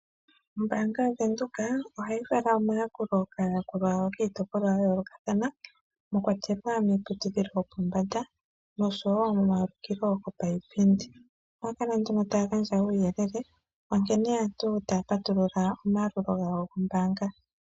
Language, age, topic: Oshiwambo, 36-49, finance